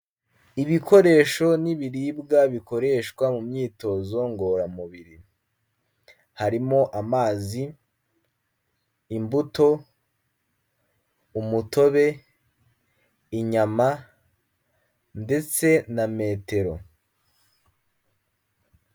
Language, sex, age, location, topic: Kinyarwanda, male, 18-24, Kigali, health